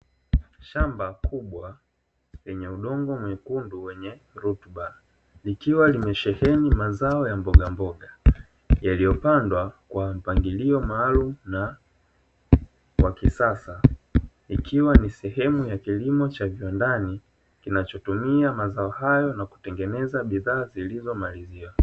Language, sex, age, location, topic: Swahili, male, 25-35, Dar es Salaam, agriculture